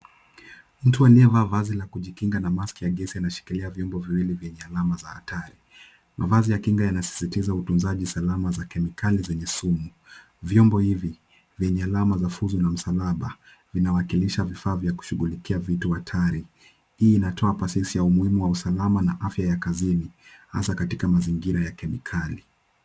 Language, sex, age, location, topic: Swahili, male, 18-24, Kisumu, health